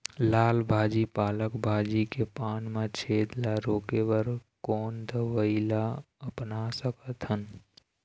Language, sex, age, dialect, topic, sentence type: Chhattisgarhi, male, 18-24, Eastern, agriculture, question